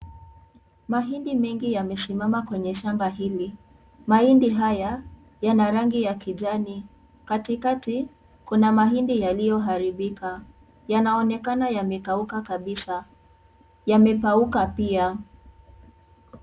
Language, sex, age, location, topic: Swahili, female, 18-24, Kisii, agriculture